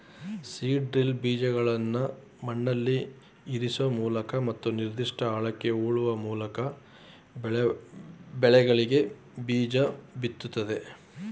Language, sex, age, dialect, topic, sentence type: Kannada, male, 41-45, Mysore Kannada, agriculture, statement